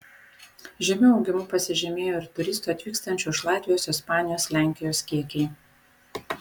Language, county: Lithuanian, Vilnius